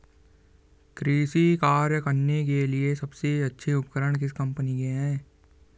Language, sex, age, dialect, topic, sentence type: Hindi, male, 18-24, Garhwali, agriculture, question